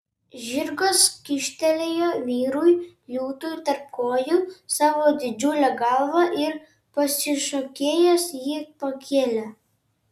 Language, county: Lithuanian, Kaunas